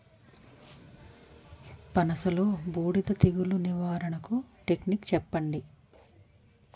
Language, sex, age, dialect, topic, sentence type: Telugu, female, 41-45, Utterandhra, agriculture, question